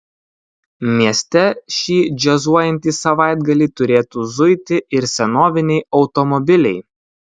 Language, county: Lithuanian, Kaunas